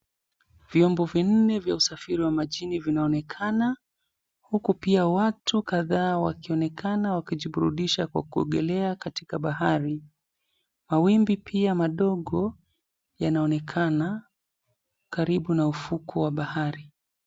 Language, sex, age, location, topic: Swahili, male, 25-35, Mombasa, government